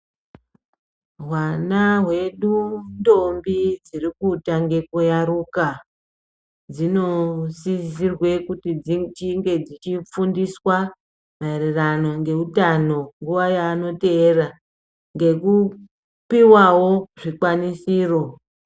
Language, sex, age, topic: Ndau, male, 25-35, health